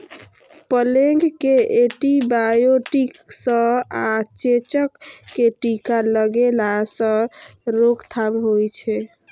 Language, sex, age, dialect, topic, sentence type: Maithili, female, 25-30, Eastern / Thethi, agriculture, statement